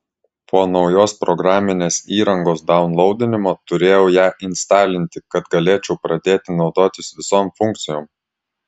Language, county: Lithuanian, Klaipėda